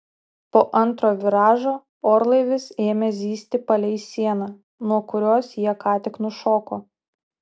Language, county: Lithuanian, Utena